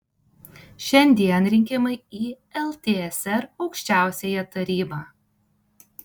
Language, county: Lithuanian, Tauragė